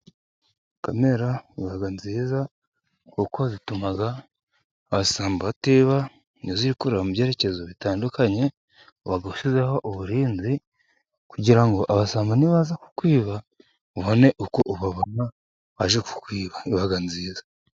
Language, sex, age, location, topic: Kinyarwanda, male, 36-49, Musanze, government